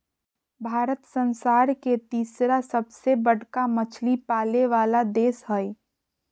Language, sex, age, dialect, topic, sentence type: Magahi, female, 41-45, Southern, agriculture, statement